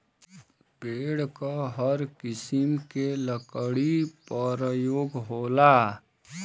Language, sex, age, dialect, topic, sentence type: Bhojpuri, male, 31-35, Western, agriculture, statement